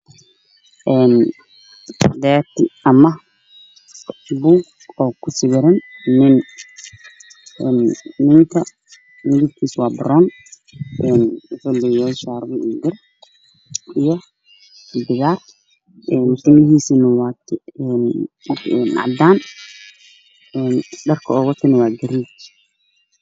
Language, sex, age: Somali, male, 18-24